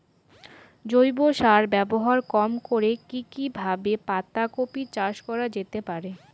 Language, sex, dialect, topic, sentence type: Bengali, female, Rajbangshi, agriculture, question